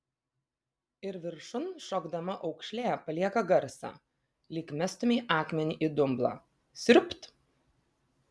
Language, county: Lithuanian, Vilnius